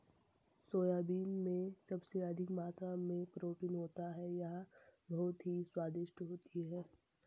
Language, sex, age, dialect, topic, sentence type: Hindi, male, 18-24, Marwari Dhudhari, agriculture, statement